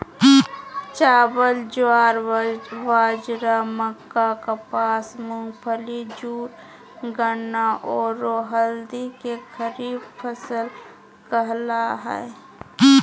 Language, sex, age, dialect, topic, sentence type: Magahi, female, 31-35, Southern, agriculture, statement